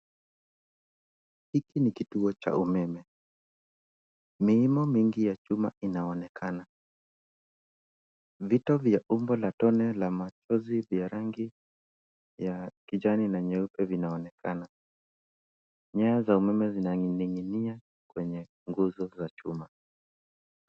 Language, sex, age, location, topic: Swahili, male, 18-24, Nairobi, government